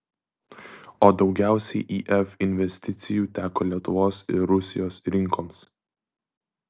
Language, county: Lithuanian, Vilnius